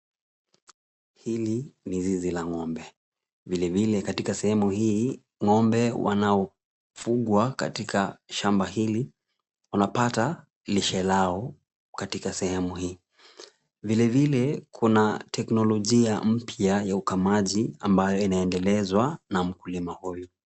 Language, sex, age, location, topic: Swahili, male, 25-35, Kisumu, agriculture